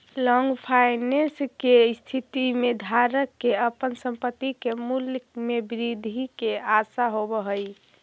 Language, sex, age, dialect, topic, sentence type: Magahi, female, 41-45, Central/Standard, banking, statement